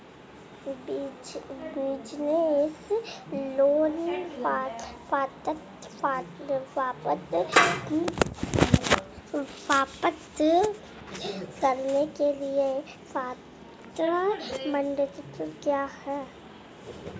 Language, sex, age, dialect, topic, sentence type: Hindi, female, 25-30, Marwari Dhudhari, banking, question